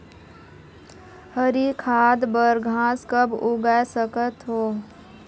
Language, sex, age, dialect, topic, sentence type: Chhattisgarhi, female, 51-55, Northern/Bhandar, agriculture, question